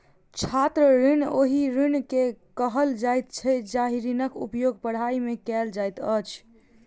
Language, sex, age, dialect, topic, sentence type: Maithili, female, 41-45, Southern/Standard, banking, statement